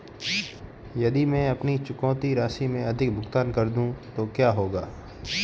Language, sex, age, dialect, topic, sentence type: Hindi, male, 18-24, Marwari Dhudhari, banking, question